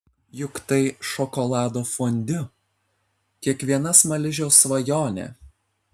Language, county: Lithuanian, Telšiai